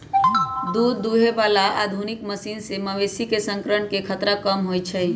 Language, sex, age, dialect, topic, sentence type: Magahi, female, 25-30, Western, agriculture, statement